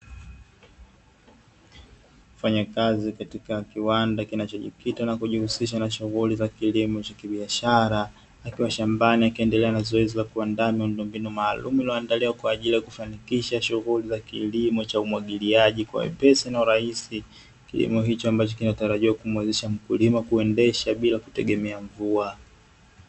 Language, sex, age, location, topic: Swahili, male, 25-35, Dar es Salaam, agriculture